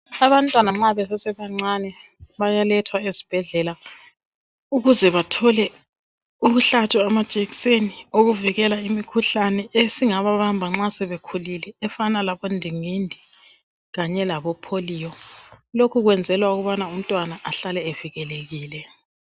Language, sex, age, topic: North Ndebele, female, 36-49, health